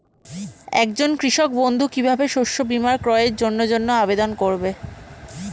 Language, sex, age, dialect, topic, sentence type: Bengali, female, 18-24, Standard Colloquial, agriculture, question